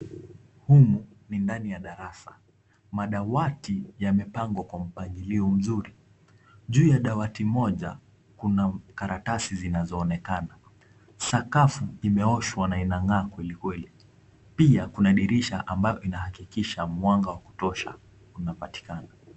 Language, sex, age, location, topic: Swahili, male, 18-24, Kisumu, education